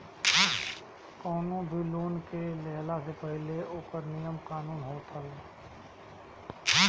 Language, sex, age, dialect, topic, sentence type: Bhojpuri, male, 36-40, Northern, banking, statement